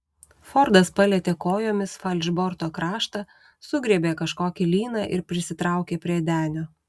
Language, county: Lithuanian, Utena